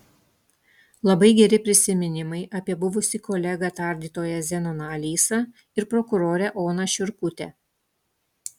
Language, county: Lithuanian, Utena